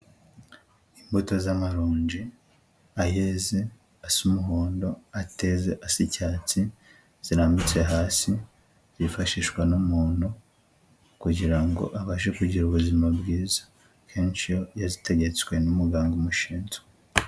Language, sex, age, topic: Kinyarwanda, male, 18-24, health